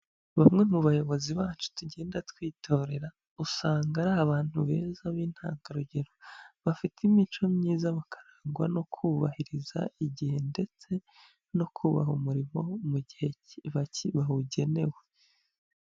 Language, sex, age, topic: Kinyarwanda, male, 25-35, government